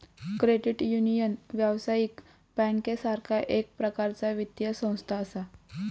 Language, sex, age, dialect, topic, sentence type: Marathi, female, 18-24, Southern Konkan, banking, statement